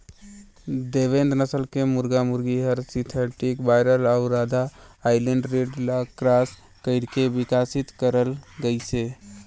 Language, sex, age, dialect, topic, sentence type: Chhattisgarhi, male, 18-24, Northern/Bhandar, agriculture, statement